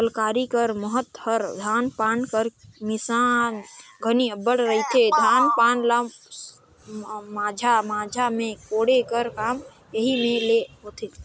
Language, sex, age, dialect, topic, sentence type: Chhattisgarhi, male, 25-30, Northern/Bhandar, agriculture, statement